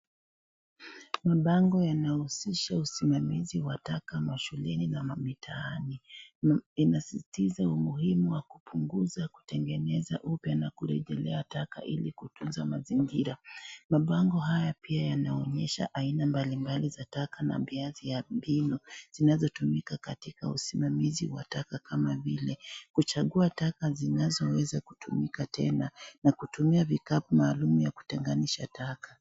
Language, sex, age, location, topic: Swahili, female, 36-49, Kisii, education